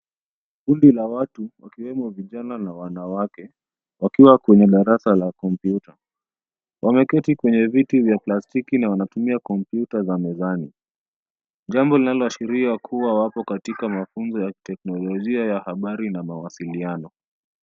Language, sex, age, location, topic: Swahili, male, 25-35, Nairobi, education